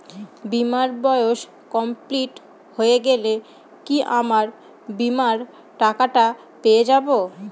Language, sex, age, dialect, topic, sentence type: Bengali, female, 18-24, Northern/Varendri, banking, question